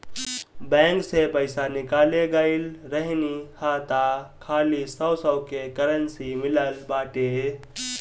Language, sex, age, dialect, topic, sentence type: Bhojpuri, male, 18-24, Northern, banking, statement